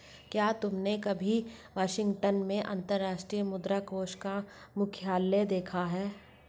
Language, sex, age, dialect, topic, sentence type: Hindi, female, 46-50, Hindustani Malvi Khadi Boli, banking, statement